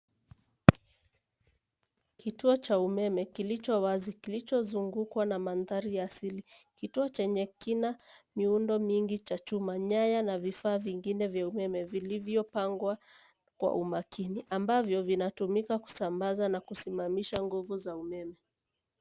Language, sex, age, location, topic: Swahili, female, 25-35, Nairobi, government